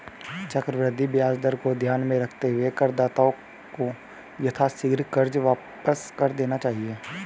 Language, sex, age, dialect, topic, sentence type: Hindi, male, 18-24, Hindustani Malvi Khadi Boli, banking, statement